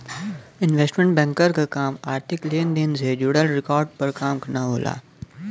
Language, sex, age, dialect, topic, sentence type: Bhojpuri, male, 25-30, Western, banking, statement